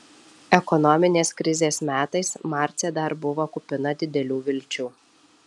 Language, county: Lithuanian, Alytus